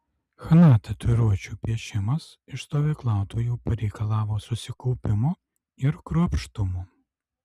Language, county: Lithuanian, Alytus